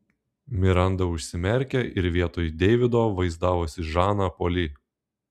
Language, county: Lithuanian, Klaipėda